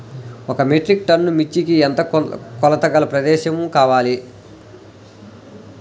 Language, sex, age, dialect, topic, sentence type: Telugu, male, 18-24, Central/Coastal, agriculture, question